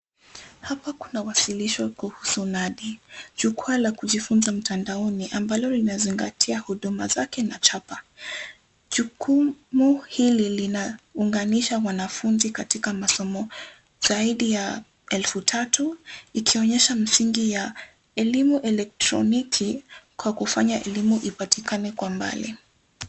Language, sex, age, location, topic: Swahili, female, 18-24, Nairobi, education